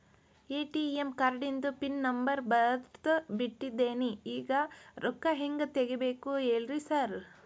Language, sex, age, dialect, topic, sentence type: Kannada, female, 41-45, Dharwad Kannada, banking, question